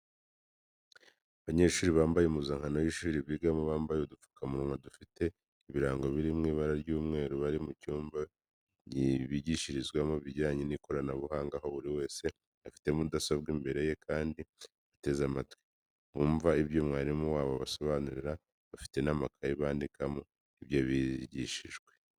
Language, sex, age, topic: Kinyarwanda, male, 25-35, education